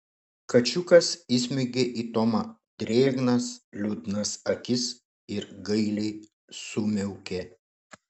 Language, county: Lithuanian, Šiauliai